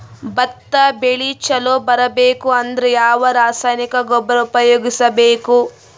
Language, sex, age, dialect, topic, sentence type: Kannada, female, 18-24, Northeastern, agriculture, question